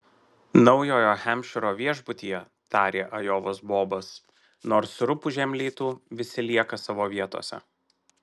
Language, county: Lithuanian, Marijampolė